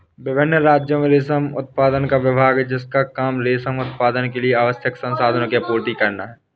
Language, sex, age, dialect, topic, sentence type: Hindi, male, 18-24, Awadhi Bundeli, agriculture, statement